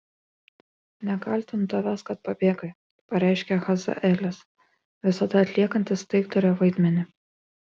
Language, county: Lithuanian, Kaunas